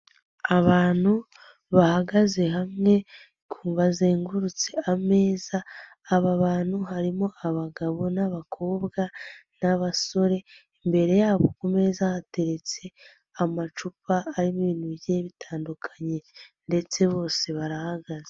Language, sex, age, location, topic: Kinyarwanda, female, 18-24, Nyagatare, health